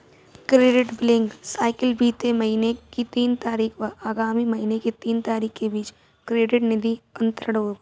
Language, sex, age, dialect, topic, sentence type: Hindi, female, 46-50, Kanauji Braj Bhasha, banking, statement